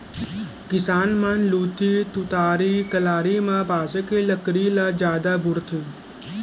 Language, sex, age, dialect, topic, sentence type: Chhattisgarhi, male, 18-24, Central, agriculture, statement